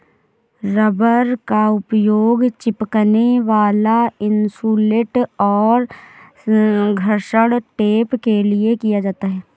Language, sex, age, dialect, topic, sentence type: Hindi, female, 18-24, Awadhi Bundeli, agriculture, statement